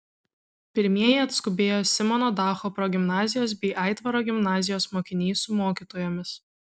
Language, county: Lithuanian, Kaunas